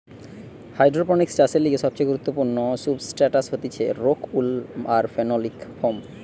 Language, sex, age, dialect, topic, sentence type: Bengali, male, 25-30, Western, agriculture, statement